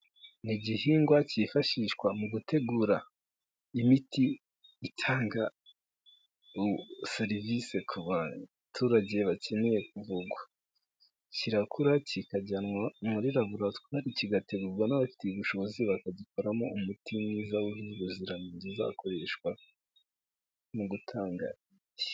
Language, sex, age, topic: Kinyarwanda, male, 18-24, health